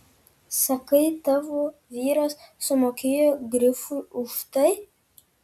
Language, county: Lithuanian, Kaunas